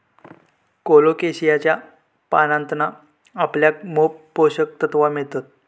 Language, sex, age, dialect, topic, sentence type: Marathi, male, 31-35, Southern Konkan, agriculture, statement